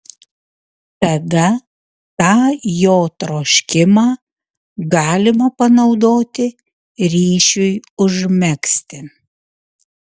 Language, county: Lithuanian, Utena